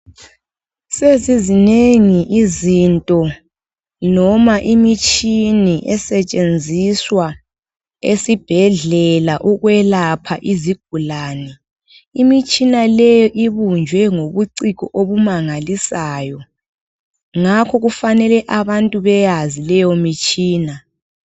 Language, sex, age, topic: North Ndebele, female, 25-35, health